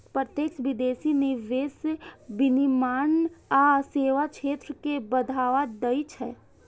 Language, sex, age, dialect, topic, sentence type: Maithili, female, 18-24, Eastern / Thethi, banking, statement